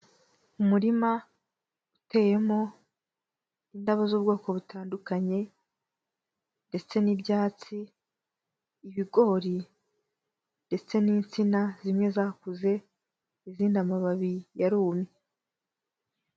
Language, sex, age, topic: Kinyarwanda, female, 18-24, agriculture